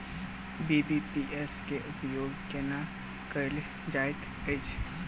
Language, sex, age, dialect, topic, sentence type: Maithili, male, 18-24, Southern/Standard, banking, question